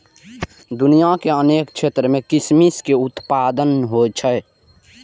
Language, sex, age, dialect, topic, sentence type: Maithili, male, 18-24, Eastern / Thethi, agriculture, statement